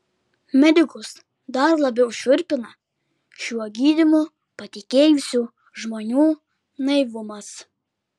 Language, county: Lithuanian, Klaipėda